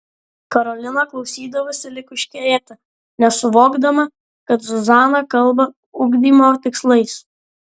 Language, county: Lithuanian, Klaipėda